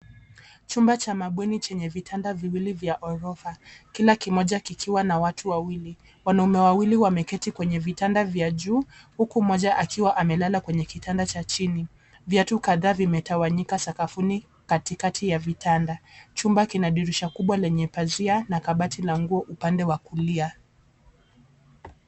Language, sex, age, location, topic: Swahili, female, 25-35, Nairobi, education